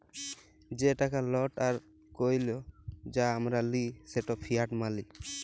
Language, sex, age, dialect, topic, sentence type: Bengali, male, 18-24, Jharkhandi, banking, statement